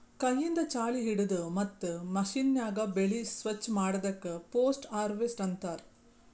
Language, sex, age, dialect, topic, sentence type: Kannada, female, 41-45, Northeastern, agriculture, statement